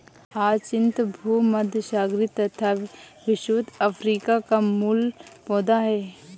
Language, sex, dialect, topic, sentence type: Hindi, female, Kanauji Braj Bhasha, agriculture, statement